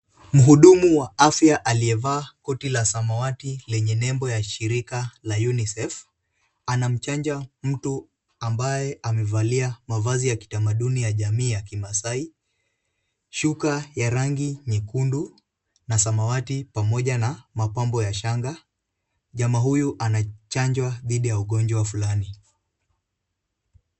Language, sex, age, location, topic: Swahili, male, 18-24, Kisumu, health